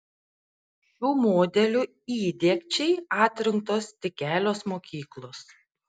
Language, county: Lithuanian, Panevėžys